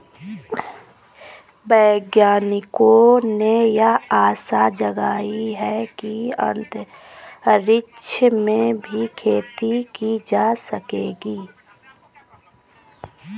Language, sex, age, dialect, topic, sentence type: Hindi, female, 25-30, Kanauji Braj Bhasha, agriculture, statement